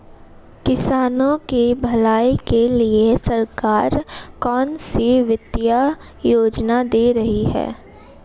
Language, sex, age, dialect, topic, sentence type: Hindi, female, 18-24, Marwari Dhudhari, agriculture, question